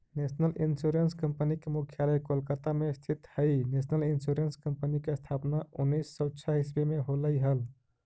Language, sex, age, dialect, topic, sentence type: Magahi, male, 25-30, Central/Standard, banking, statement